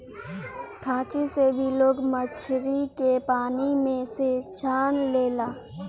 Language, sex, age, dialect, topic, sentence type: Bhojpuri, male, 18-24, Northern, agriculture, statement